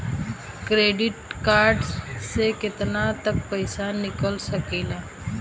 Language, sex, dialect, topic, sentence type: Bhojpuri, female, Southern / Standard, banking, question